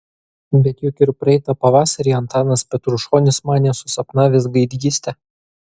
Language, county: Lithuanian, Kaunas